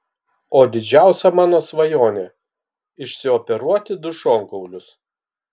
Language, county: Lithuanian, Kaunas